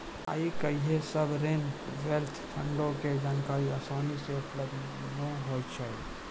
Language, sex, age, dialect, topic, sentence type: Maithili, male, 41-45, Angika, banking, statement